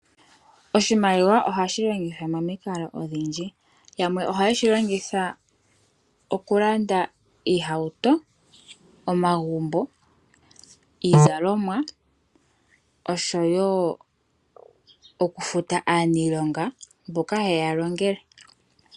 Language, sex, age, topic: Oshiwambo, female, 18-24, finance